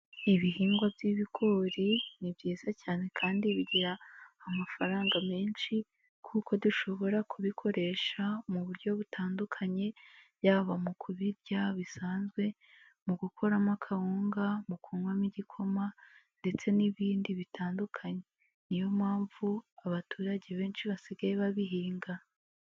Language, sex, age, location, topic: Kinyarwanda, female, 18-24, Nyagatare, agriculture